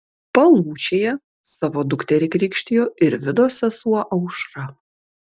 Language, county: Lithuanian, Vilnius